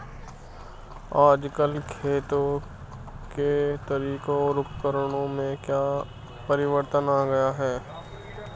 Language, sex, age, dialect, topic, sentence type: Hindi, male, 25-30, Hindustani Malvi Khadi Boli, agriculture, question